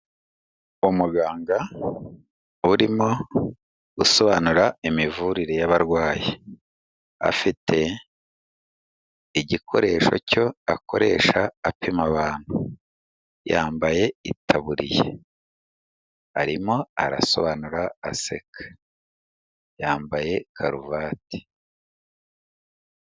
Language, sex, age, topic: Kinyarwanda, male, 36-49, finance